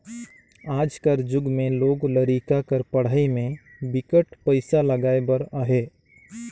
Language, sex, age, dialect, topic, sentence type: Chhattisgarhi, male, 18-24, Northern/Bhandar, banking, statement